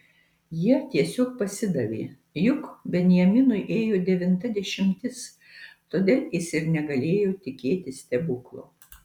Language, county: Lithuanian, Marijampolė